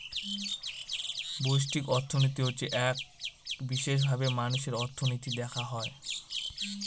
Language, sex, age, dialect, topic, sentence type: Bengali, male, 18-24, Northern/Varendri, banking, statement